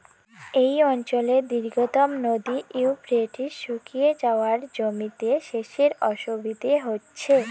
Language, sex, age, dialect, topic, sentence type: Bengali, female, 18-24, Rajbangshi, agriculture, question